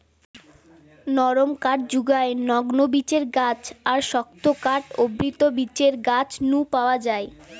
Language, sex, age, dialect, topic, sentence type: Bengali, female, 18-24, Western, agriculture, statement